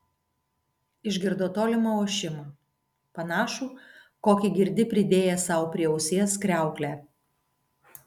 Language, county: Lithuanian, Kaunas